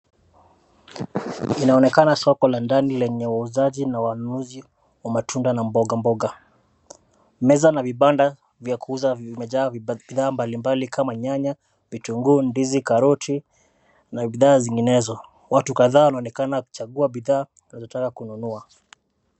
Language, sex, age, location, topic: Swahili, male, 25-35, Nairobi, finance